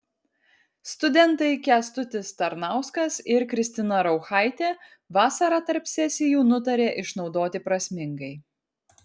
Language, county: Lithuanian, Kaunas